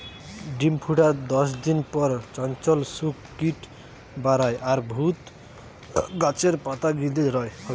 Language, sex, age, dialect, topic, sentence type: Bengali, male, 18-24, Western, agriculture, statement